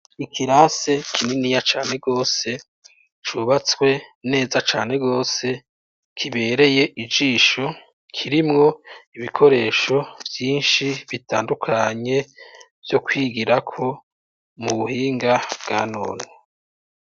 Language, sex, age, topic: Rundi, male, 36-49, education